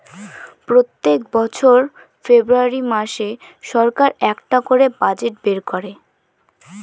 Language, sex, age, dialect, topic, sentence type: Bengali, male, 31-35, Northern/Varendri, banking, statement